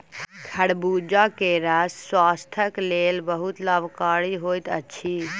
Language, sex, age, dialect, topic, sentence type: Maithili, female, 18-24, Southern/Standard, agriculture, statement